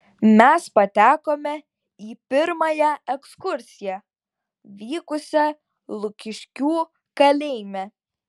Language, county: Lithuanian, Šiauliai